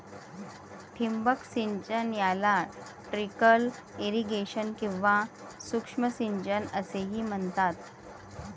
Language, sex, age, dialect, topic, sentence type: Marathi, female, 36-40, Varhadi, agriculture, statement